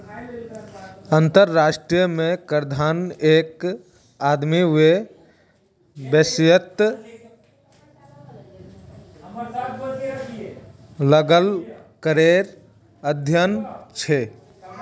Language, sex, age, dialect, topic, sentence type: Magahi, male, 18-24, Northeastern/Surjapuri, banking, statement